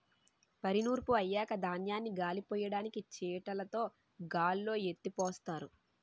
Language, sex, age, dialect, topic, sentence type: Telugu, female, 18-24, Utterandhra, agriculture, statement